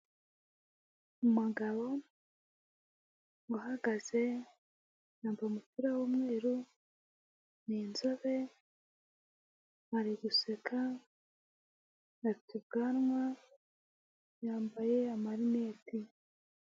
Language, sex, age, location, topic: Kinyarwanda, female, 18-24, Huye, health